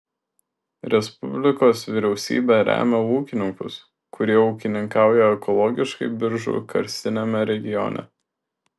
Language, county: Lithuanian, Šiauliai